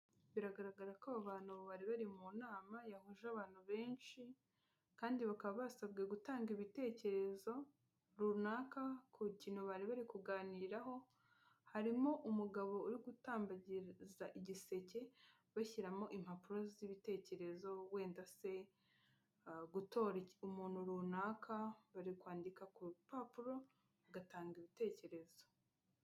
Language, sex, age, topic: Kinyarwanda, female, 25-35, government